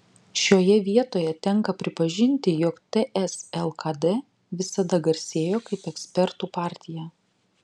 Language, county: Lithuanian, Vilnius